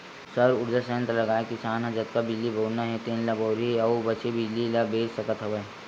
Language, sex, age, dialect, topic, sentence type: Chhattisgarhi, male, 60-100, Western/Budati/Khatahi, agriculture, statement